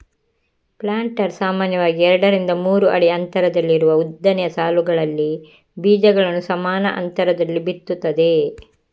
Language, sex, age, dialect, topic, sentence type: Kannada, female, 25-30, Coastal/Dakshin, agriculture, statement